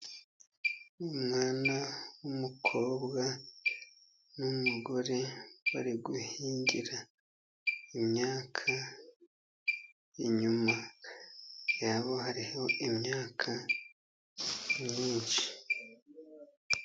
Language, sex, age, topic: Kinyarwanda, male, 50+, agriculture